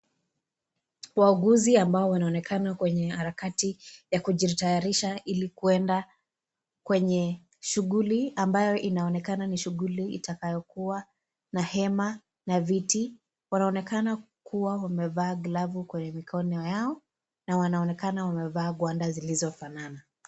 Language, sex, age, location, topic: Swahili, female, 18-24, Kisii, health